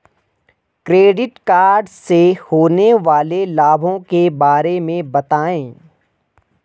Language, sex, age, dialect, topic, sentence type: Hindi, male, 18-24, Garhwali, banking, question